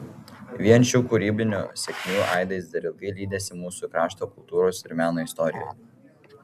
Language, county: Lithuanian, Vilnius